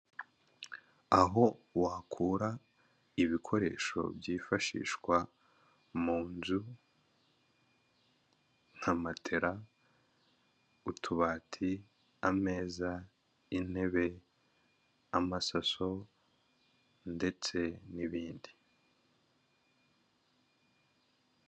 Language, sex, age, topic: Kinyarwanda, male, 25-35, finance